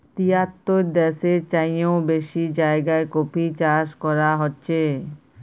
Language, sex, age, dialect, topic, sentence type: Bengali, female, 36-40, Jharkhandi, agriculture, statement